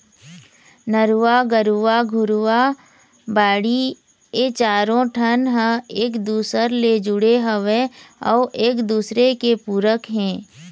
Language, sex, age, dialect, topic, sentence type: Chhattisgarhi, female, 25-30, Eastern, agriculture, statement